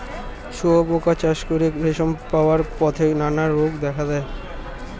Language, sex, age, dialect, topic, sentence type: Bengali, male, 25-30, Standard Colloquial, agriculture, statement